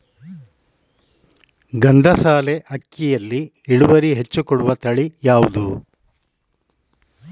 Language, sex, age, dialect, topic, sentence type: Kannada, male, 18-24, Coastal/Dakshin, agriculture, question